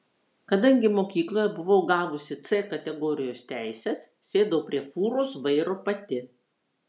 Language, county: Lithuanian, Vilnius